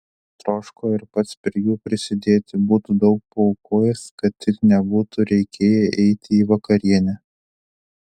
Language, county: Lithuanian, Telšiai